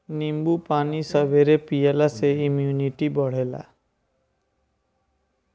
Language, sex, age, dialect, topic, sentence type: Bhojpuri, male, 25-30, Northern, agriculture, statement